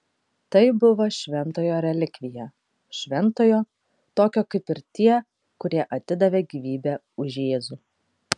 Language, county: Lithuanian, Kaunas